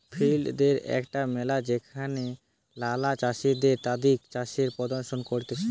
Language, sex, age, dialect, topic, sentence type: Bengali, male, 18-24, Western, agriculture, statement